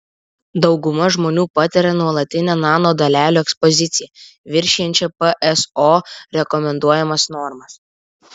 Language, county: Lithuanian, Vilnius